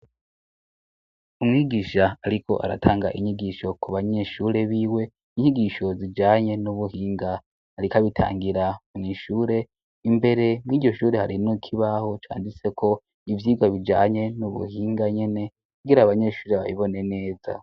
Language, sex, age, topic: Rundi, male, 25-35, education